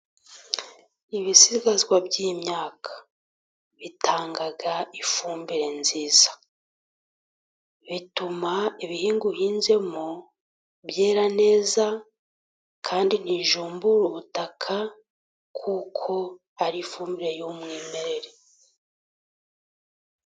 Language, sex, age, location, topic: Kinyarwanda, female, 36-49, Musanze, agriculture